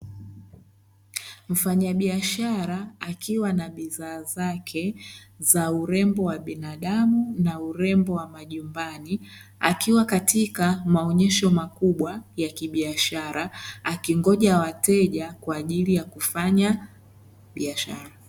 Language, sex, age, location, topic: Swahili, male, 25-35, Dar es Salaam, finance